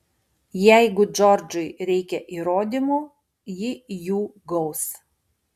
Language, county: Lithuanian, Panevėžys